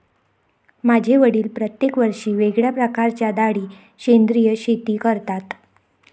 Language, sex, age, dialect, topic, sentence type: Marathi, female, 60-100, Northern Konkan, agriculture, statement